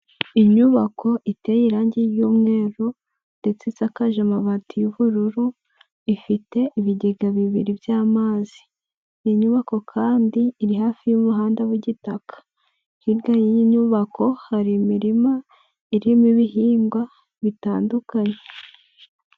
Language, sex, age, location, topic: Kinyarwanda, female, 18-24, Nyagatare, government